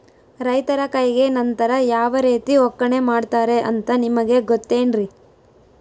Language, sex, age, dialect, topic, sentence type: Kannada, female, 25-30, Central, agriculture, question